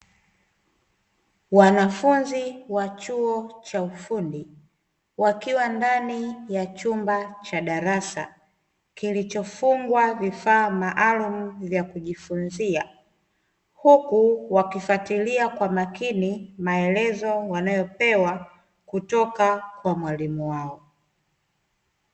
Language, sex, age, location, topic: Swahili, female, 25-35, Dar es Salaam, education